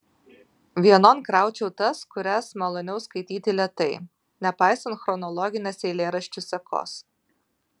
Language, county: Lithuanian, Vilnius